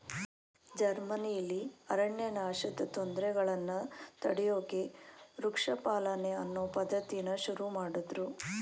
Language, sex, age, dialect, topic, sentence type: Kannada, female, 51-55, Mysore Kannada, agriculture, statement